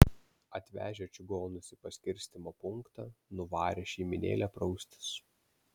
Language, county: Lithuanian, Vilnius